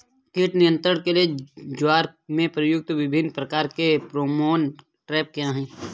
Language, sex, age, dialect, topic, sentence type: Hindi, male, 25-30, Awadhi Bundeli, agriculture, question